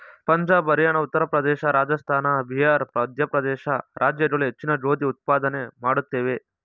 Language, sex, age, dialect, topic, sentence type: Kannada, male, 36-40, Mysore Kannada, agriculture, statement